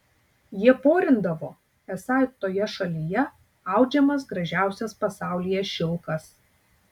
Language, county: Lithuanian, Tauragė